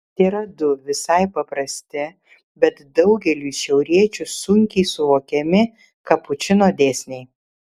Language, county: Lithuanian, Vilnius